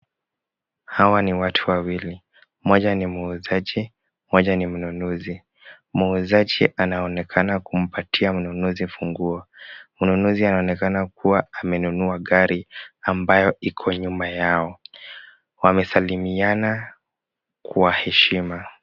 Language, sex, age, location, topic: Swahili, male, 18-24, Kisumu, finance